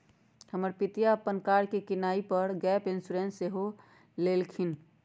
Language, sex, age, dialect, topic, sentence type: Magahi, female, 56-60, Western, banking, statement